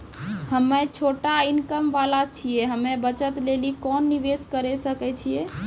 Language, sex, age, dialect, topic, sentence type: Maithili, female, 18-24, Angika, banking, question